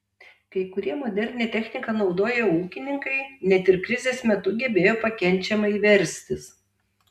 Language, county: Lithuanian, Tauragė